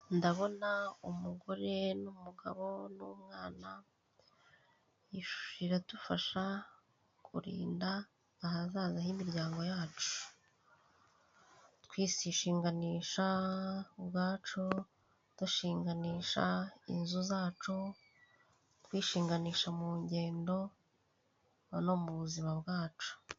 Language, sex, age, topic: Kinyarwanda, female, 36-49, finance